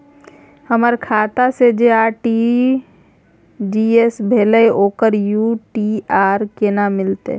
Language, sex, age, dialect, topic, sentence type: Maithili, male, 25-30, Bajjika, banking, question